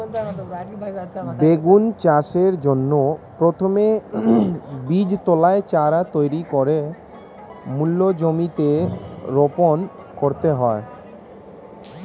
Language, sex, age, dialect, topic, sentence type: Bengali, male, 18-24, Standard Colloquial, agriculture, statement